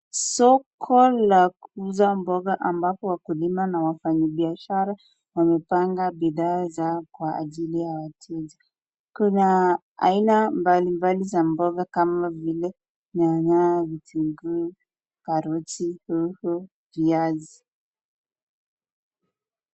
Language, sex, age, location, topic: Swahili, female, 25-35, Nakuru, finance